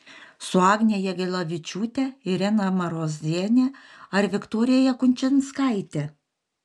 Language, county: Lithuanian, Panevėžys